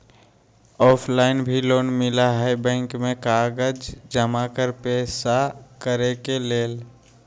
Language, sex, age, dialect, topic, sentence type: Magahi, male, 25-30, Western, banking, question